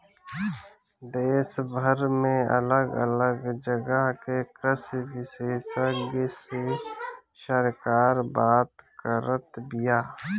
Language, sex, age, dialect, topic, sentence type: Bhojpuri, male, 25-30, Northern, agriculture, statement